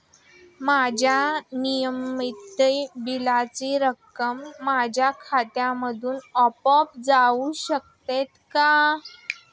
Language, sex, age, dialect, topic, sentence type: Marathi, female, 25-30, Standard Marathi, banking, question